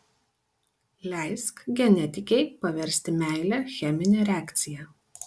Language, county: Lithuanian, Kaunas